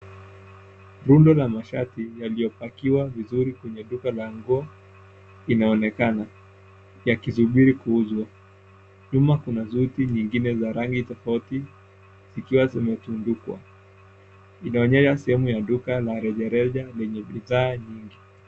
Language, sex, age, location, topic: Swahili, male, 18-24, Nairobi, finance